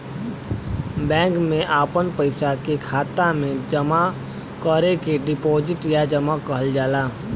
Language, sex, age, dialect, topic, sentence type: Bhojpuri, male, 60-100, Western, banking, statement